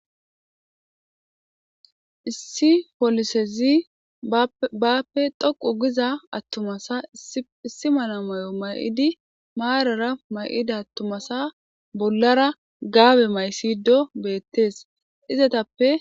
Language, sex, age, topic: Gamo, female, 25-35, government